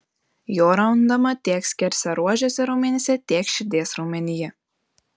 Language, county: Lithuanian, Panevėžys